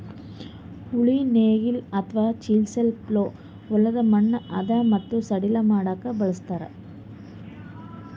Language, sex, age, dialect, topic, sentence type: Kannada, female, 18-24, Northeastern, agriculture, statement